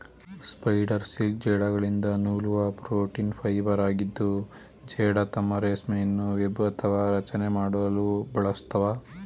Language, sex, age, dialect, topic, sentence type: Kannada, male, 18-24, Mysore Kannada, agriculture, statement